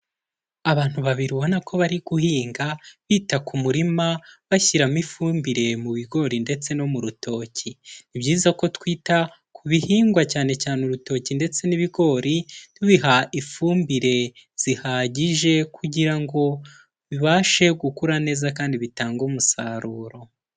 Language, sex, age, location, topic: Kinyarwanda, male, 18-24, Kigali, agriculture